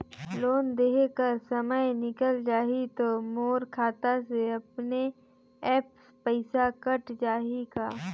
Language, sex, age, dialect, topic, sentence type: Chhattisgarhi, female, 25-30, Northern/Bhandar, banking, question